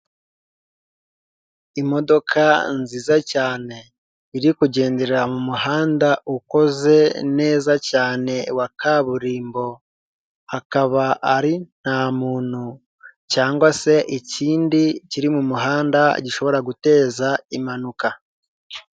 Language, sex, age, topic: Kinyarwanda, male, 18-24, finance